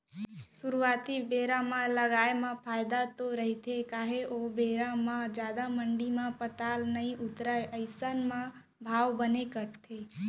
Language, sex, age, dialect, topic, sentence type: Chhattisgarhi, female, 46-50, Central, agriculture, statement